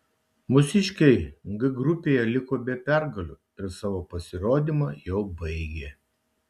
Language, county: Lithuanian, Šiauliai